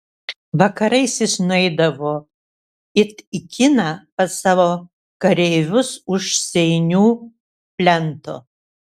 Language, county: Lithuanian, Šiauliai